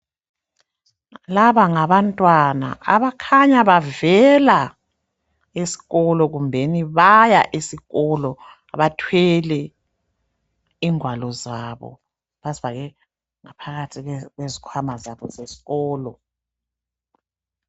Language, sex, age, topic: North Ndebele, female, 36-49, education